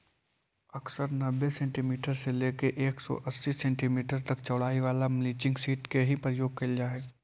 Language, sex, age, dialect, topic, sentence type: Magahi, male, 18-24, Central/Standard, agriculture, statement